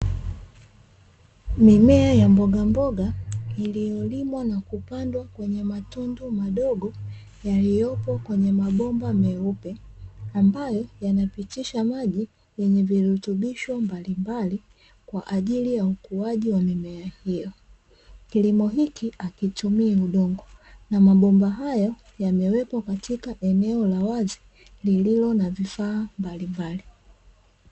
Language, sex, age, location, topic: Swahili, female, 25-35, Dar es Salaam, agriculture